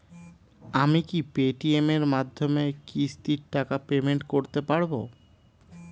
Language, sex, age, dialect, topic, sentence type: Bengali, male, 25-30, Standard Colloquial, banking, question